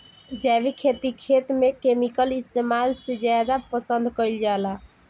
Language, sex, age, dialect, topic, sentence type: Bhojpuri, female, 18-24, Northern, agriculture, statement